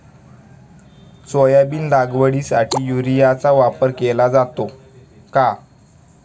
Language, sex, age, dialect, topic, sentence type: Marathi, male, 18-24, Standard Marathi, agriculture, question